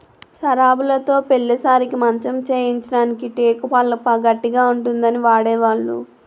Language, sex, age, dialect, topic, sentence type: Telugu, female, 18-24, Utterandhra, agriculture, statement